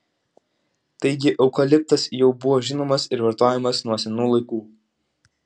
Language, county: Lithuanian, Utena